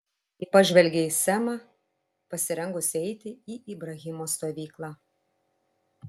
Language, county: Lithuanian, Vilnius